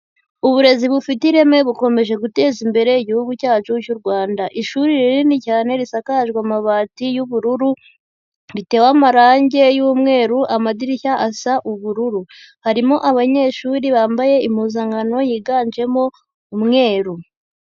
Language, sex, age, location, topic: Kinyarwanda, female, 18-24, Huye, education